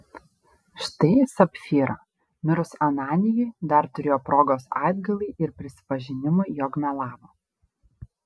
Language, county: Lithuanian, Šiauliai